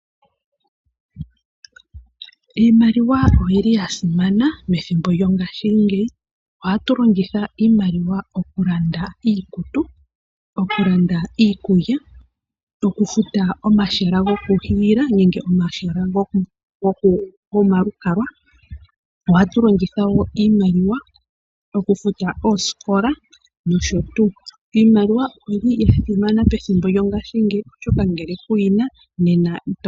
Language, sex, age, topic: Oshiwambo, female, 25-35, finance